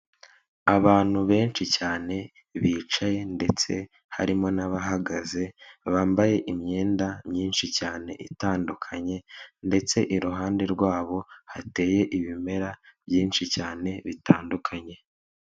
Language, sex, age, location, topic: Kinyarwanda, male, 18-24, Kigali, government